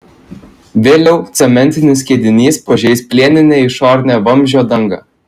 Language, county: Lithuanian, Klaipėda